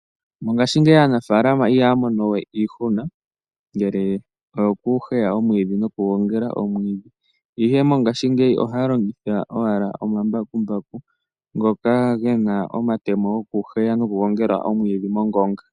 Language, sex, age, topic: Oshiwambo, female, 18-24, agriculture